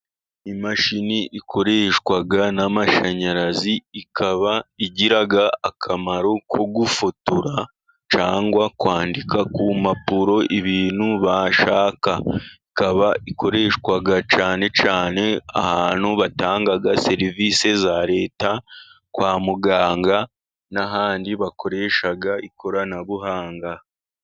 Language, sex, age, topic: Kinyarwanda, male, 36-49, government